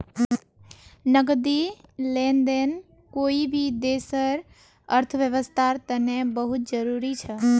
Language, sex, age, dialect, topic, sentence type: Magahi, female, 18-24, Northeastern/Surjapuri, banking, statement